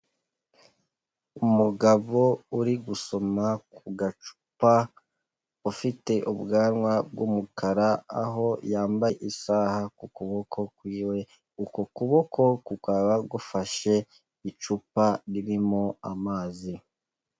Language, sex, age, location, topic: Kinyarwanda, male, 18-24, Kigali, health